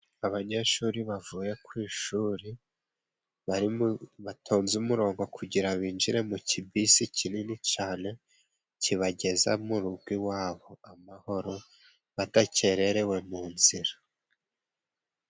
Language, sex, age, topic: Kinyarwanda, male, 25-35, government